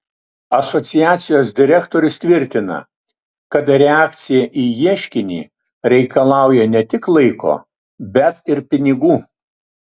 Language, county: Lithuanian, Utena